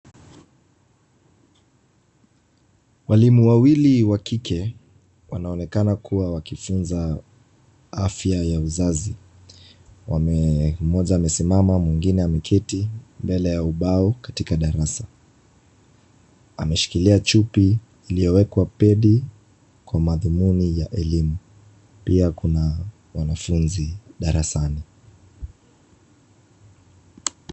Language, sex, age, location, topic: Swahili, male, 25-35, Kisumu, health